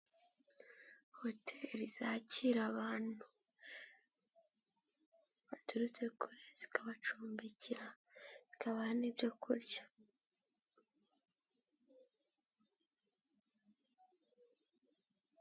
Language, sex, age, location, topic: Kinyarwanda, female, 18-24, Nyagatare, finance